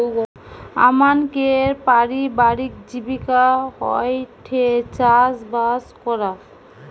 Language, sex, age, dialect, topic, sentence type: Bengali, female, 18-24, Western, agriculture, statement